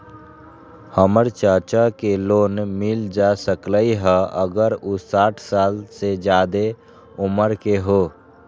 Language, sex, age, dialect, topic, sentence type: Magahi, male, 18-24, Western, banking, statement